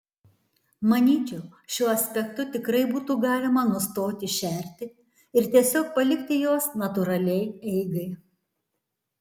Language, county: Lithuanian, Tauragė